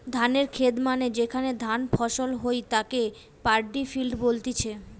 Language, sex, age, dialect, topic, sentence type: Bengali, female, 18-24, Western, agriculture, statement